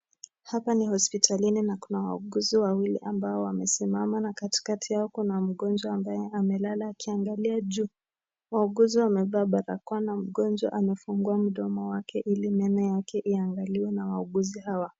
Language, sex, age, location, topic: Swahili, male, 18-24, Nakuru, health